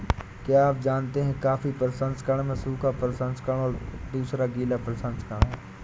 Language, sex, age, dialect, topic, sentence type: Hindi, male, 60-100, Awadhi Bundeli, agriculture, statement